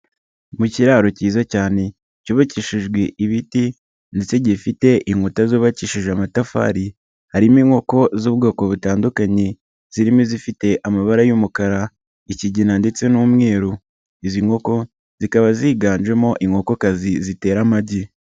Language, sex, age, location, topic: Kinyarwanda, male, 25-35, Nyagatare, agriculture